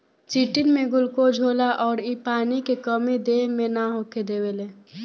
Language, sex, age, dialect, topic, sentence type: Bhojpuri, female, <18, Southern / Standard, agriculture, statement